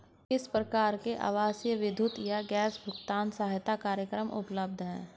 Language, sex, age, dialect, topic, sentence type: Hindi, male, 36-40, Hindustani Malvi Khadi Boli, banking, question